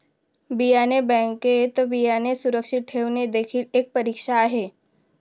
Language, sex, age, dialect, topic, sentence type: Marathi, female, 18-24, Standard Marathi, agriculture, statement